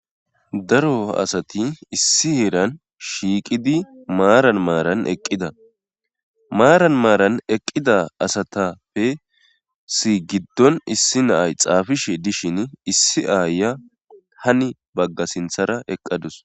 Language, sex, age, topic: Gamo, male, 18-24, government